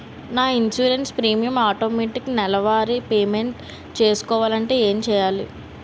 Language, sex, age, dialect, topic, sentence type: Telugu, female, 18-24, Utterandhra, banking, question